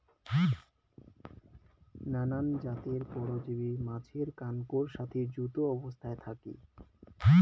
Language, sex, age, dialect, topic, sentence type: Bengali, male, 18-24, Rajbangshi, agriculture, statement